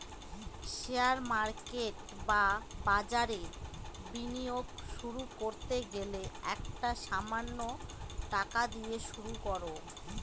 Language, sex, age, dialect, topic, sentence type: Bengali, female, 25-30, Northern/Varendri, banking, statement